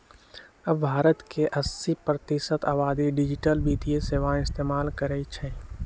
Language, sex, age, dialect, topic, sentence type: Magahi, male, 18-24, Western, banking, statement